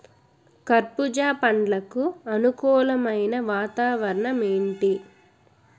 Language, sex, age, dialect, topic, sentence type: Telugu, female, 18-24, Utterandhra, agriculture, question